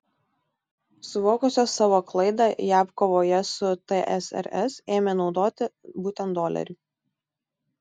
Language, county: Lithuanian, Tauragė